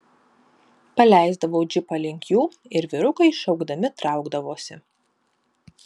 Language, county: Lithuanian, Panevėžys